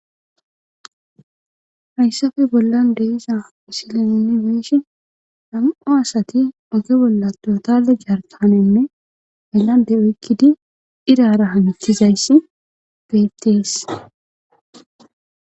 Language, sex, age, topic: Gamo, female, 25-35, government